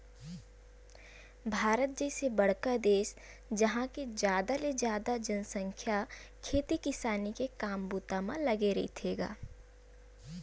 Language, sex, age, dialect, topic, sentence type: Chhattisgarhi, female, 18-24, Western/Budati/Khatahi, banking, statement